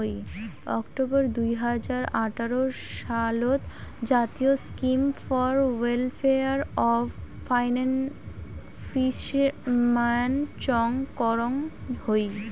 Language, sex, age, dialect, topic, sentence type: Bengali, female, <18, Rajbangshi, agriculture, statement